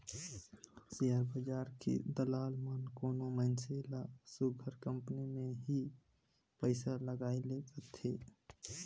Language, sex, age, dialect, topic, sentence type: Chhattisgarhi, male, 25-30, Northern/Bhandar, banking, statement